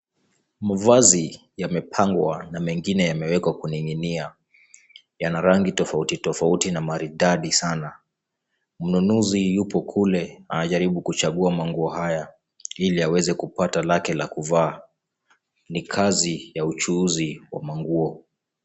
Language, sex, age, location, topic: Swahili, male, 36-49, Kisumu, finance